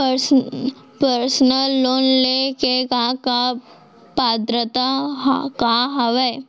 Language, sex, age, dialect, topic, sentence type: Chhattisgarhi, female, 18-24, Central, banking, question